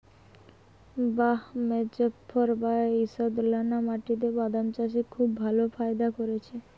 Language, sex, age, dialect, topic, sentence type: Bengali, female, 18-24, Rajbangshi, agriculture, question